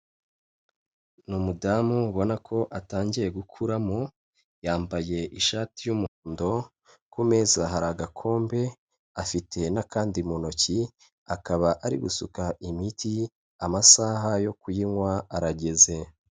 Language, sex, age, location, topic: Kinyarwanda, male, 25-35, Kigali, health